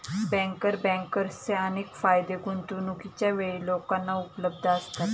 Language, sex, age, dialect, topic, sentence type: Marathi, female, 31-35, Standard Marathi, banking, statement